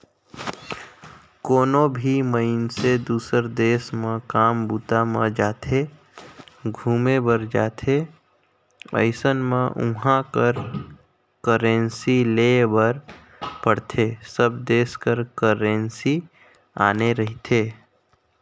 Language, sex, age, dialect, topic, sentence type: Chhattisgarhi, male, 25-30, Northern/Bhandar, banking, statement